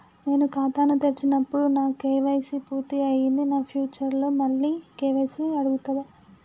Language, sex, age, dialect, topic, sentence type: Telugu, female, 18-24, Telangana, banking, question